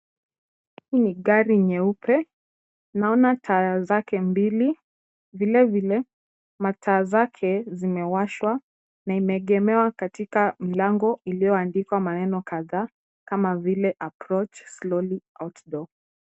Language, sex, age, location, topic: Swahili, female, 18-24, Kisumu, finance